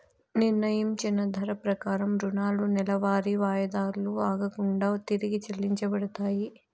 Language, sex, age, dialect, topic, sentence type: Telugu, female, 18-24, Southern, banking, statement